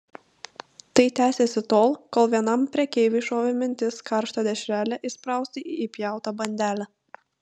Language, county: Lithuanian, Vilnius